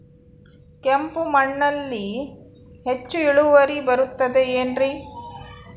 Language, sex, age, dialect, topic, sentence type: Kannada, male, 31-35, Central, agriculture, question